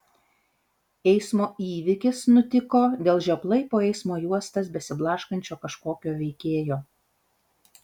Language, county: Lithuanian, Vilnius